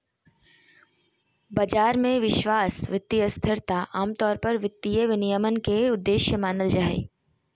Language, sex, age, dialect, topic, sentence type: Magahi, female, 31-35, Southern, banking, statement